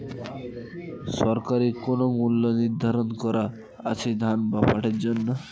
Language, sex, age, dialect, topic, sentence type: Bengali, male, 18-24, Northern/Varendri, agriculture, question